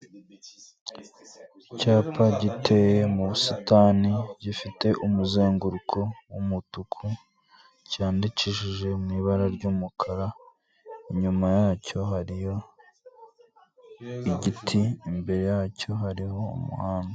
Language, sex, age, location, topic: Kinyarwanda, male, 18-24, Kigali, government